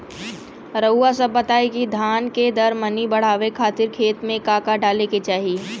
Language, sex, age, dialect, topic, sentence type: Bhojpuri, female, 18-24, Western, agriculture, question